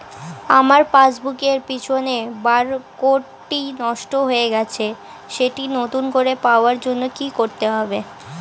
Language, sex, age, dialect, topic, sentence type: Bengali, female, 18-24, Standard Colloquial, banking, question